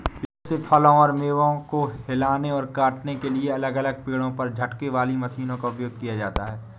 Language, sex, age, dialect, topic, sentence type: Hindi, male, 18-24, Awadhi Bundeli, agriculture, statement